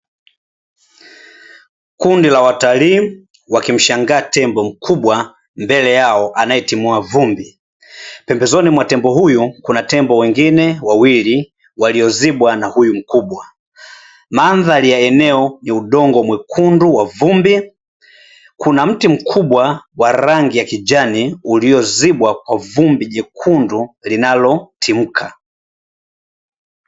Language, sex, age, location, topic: Swahili, male, 25-35, Dar es Salaam, agriculture